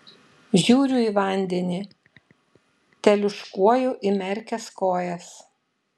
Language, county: Lithuanian, Šiauliai